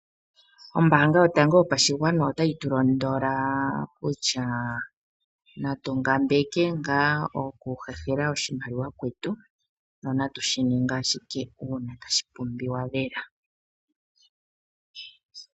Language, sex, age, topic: Oshiwambo, female, 36-49, finance